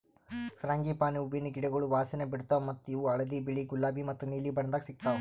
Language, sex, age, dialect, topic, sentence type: Kannada, male, 18-24, Northeastern, agriculture, statement